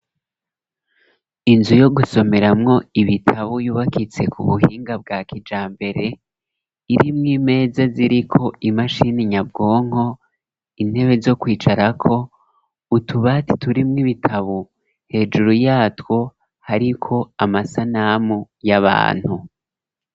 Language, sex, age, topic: Rundi, male, 25-35, education